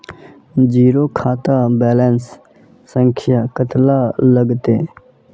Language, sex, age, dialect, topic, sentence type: Magahi, male, 25-30, Northeastern/Surjapuri, banking, question